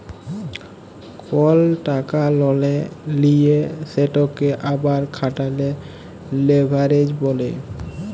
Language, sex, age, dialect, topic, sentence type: Bengali, male, 18-24, Jharkhandi, banking, statement